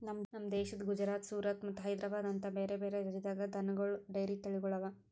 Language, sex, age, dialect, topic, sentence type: Kannada, female, 18-24, Northeastern, agriculture, statement